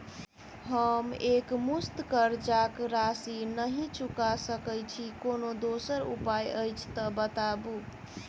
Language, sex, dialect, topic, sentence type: Maithili, male, Southern/Standard, banking, question